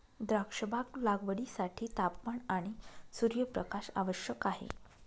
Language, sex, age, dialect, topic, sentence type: Marathi, female, 25-30, Northern Konkan, agriculture, statement